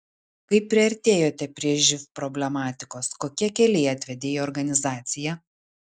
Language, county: Lithuanian, Utena